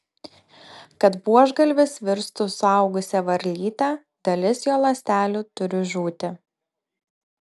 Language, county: Lithuanian, Telšiai